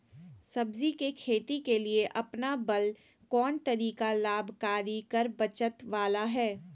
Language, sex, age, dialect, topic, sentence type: Magahi, female, 18-24, Southern, agriculture, question